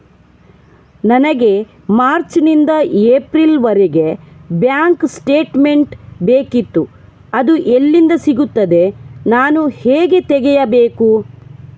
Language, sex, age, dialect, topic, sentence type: Kannada, female, 18-24, Coastal/Dakshin, banking, question